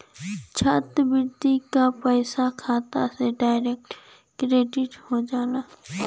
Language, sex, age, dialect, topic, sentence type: Bhojpuri, female, 18-24, Western, banking, statement